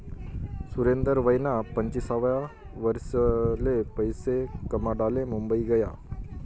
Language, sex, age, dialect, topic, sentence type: Marathi, male, 25-30, Northern Konkan, banking, statement